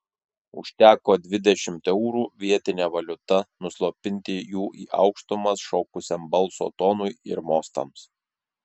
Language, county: Lithuanian, Šiauliai